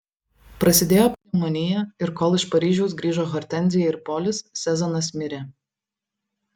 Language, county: Lithuanian, Vilnius